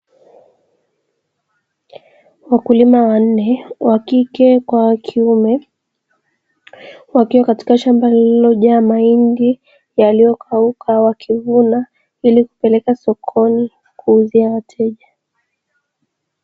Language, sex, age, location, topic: Swahili, female, 18-24, Dar es Salaam, agriculture